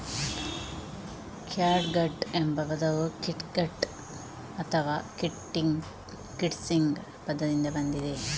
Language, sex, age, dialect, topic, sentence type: Kannada, female, 18-24, Coastal/Dakshin, agriculture, statement